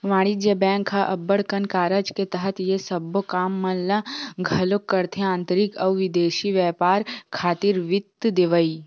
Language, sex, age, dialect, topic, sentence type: Chhattisgarhi, female, 18-24, Western/Budati/Khatahi, banking, statement